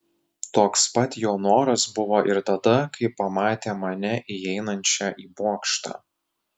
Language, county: Lithuanian, Telšiai